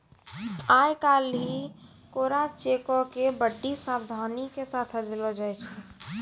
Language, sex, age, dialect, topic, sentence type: Maithili, female, 25-30, Angika, banking, statement